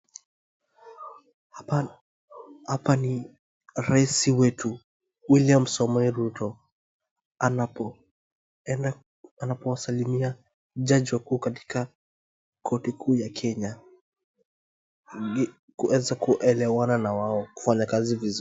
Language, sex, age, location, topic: Swahili, male, 25-35, Wajir, government